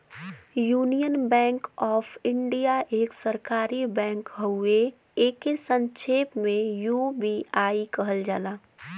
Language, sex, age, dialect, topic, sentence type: Bhojpuri, female, 18-24, Western, banking, statement